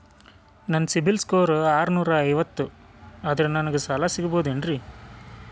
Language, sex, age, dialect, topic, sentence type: Kannada, male, 25-30, Dharwad Kannada, banking, question